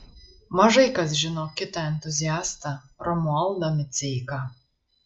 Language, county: Lithuanian, Marijampolė